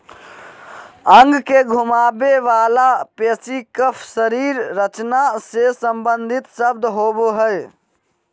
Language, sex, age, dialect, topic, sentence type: Magahi, male, 56-60, Southern, agriculture, statement